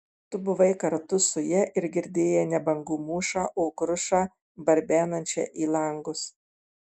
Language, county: Lithuanian, Marijampolė